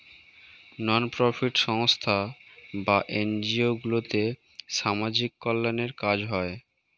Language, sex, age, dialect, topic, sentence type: Bengali, male, 25-30, Standard Colloquial, banking, statement